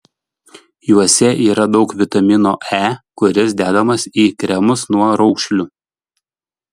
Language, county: Lithuanian, Šiauliai